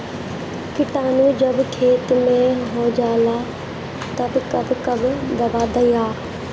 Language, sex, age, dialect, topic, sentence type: Bhojpuri, female, 18-24, Northern, agriculture, question